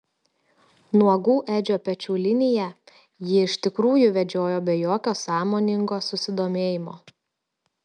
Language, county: Lithuanian, Telšiai